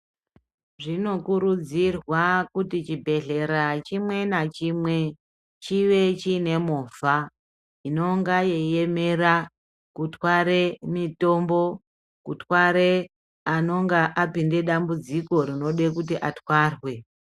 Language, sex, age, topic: Ndau, male, 25-35, health